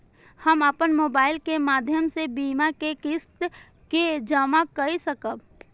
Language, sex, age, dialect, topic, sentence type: Maithili, female, 51-55, Eastern / Thethi, banking, question